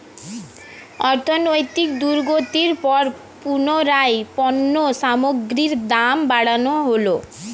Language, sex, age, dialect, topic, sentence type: Bengali, female, 18-24, Standard Colloquial, banking, statement